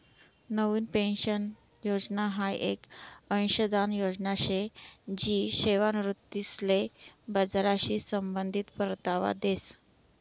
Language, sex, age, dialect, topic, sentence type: Marathi, female, 25-30, Northern Konkan, banking, statement